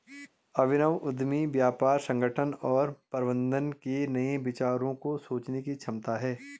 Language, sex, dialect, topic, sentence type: Hindi, male, Garhwali, banking, statement